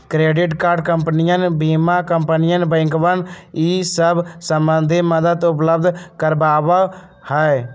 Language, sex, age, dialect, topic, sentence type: Magahi, male, 18-24, Western, banking, statement